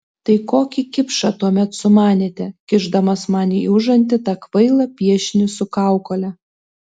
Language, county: Lithuanian, Telšiai